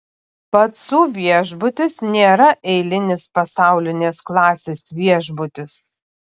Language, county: Lithuanian, Panevėžys